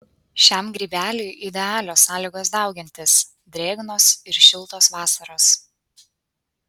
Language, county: Lithuanian, Panevėžys